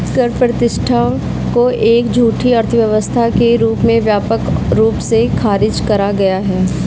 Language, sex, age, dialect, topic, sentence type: Hindi, female, 46-50, Kanauji Braj Bhasha, banking, statement